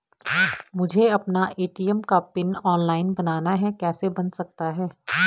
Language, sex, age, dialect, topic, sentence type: Hindi, female, 25-30, Garhwali, banking, question